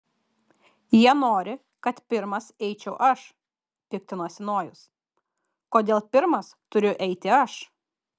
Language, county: Lithuanian, Kaunas